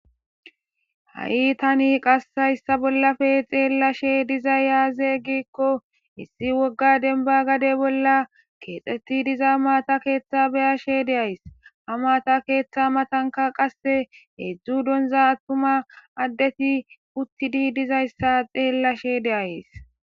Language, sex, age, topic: Gamo, female, 25-35, government